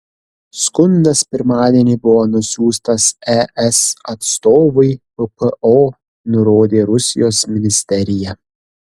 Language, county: Lithuanian, Kaunas